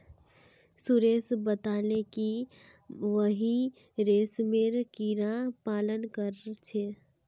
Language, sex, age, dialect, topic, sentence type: Magahi, female, 18-24, Northeastern/Surjapuri, agriculture, statement